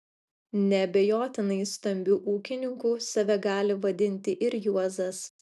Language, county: Lithuanian, Alytus